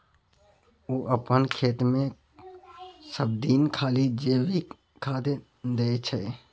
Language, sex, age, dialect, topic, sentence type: Maithili, male, 31-35, Bajjika, agriculture, statement